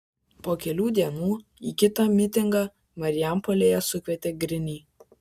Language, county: Lithuanian, Kaunas